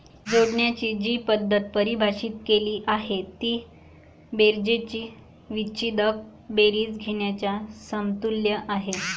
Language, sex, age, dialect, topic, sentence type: Marathi, female, 25-30, Varhadi, agriculture, statement